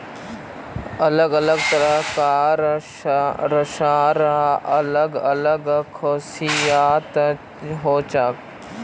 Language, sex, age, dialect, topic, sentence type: Magahi, male, 18-24, Northeastern/Surjapuri, agriculture, statement